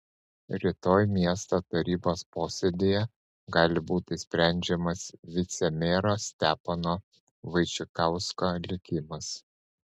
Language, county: Lithuanian, Panevėžys